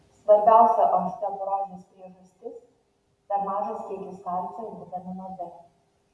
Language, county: Lithuanian, Vilnius